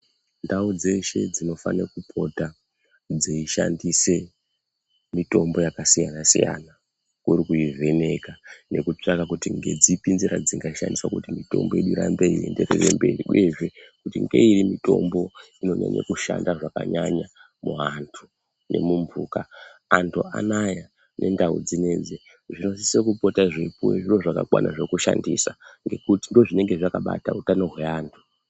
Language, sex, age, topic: Ndau, male, 25-35, health